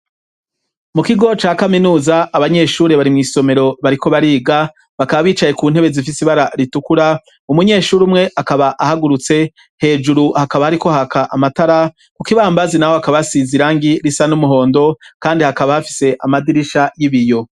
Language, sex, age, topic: Rundi, female, 25-35, education